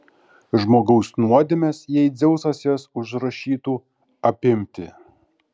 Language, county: Lithuanian, Kaunas